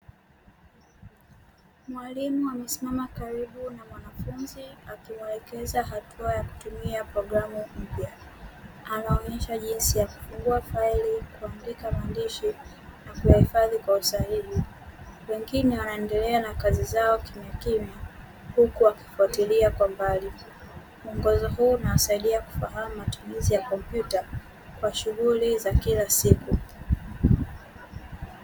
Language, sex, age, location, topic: Swahili, female, 25-35, Dar es Salaam, education